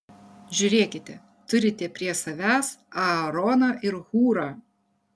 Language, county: Lithuanian, Kaunas